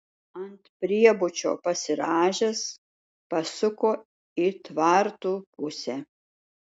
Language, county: Lithuanian, Šiauliai